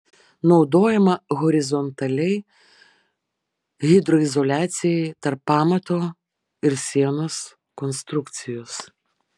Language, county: Lithuanian, Vilnius